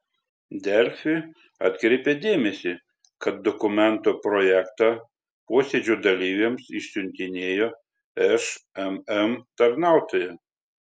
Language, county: Lithuanian, Telšiai